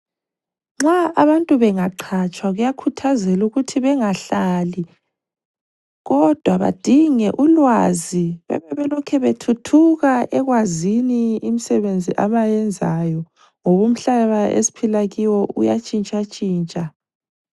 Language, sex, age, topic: North Ndebele, female, 25-35, health